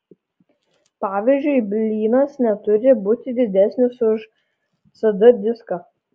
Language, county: Lithuanian, Kaunas